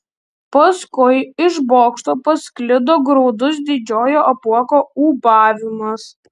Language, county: Lithuanian, Panevėžys